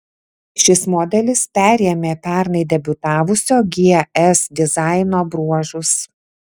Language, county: Lithuanian, Vilnius